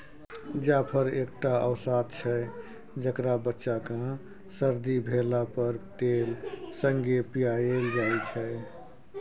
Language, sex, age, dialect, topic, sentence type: Maithili, male, 41-45, Bajjika, agriculture, statement